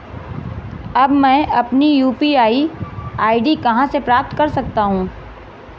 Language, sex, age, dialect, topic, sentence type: Hindi, female, 25-30, Marwari Dhudhari, banking, question